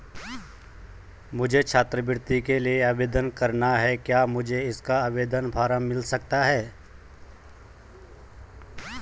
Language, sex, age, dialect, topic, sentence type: Hindi, male, 25-30, Garhwali, banking, question